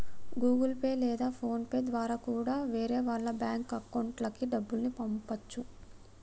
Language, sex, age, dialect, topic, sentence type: Telugu, female, 60-100, Telangana, banking, statement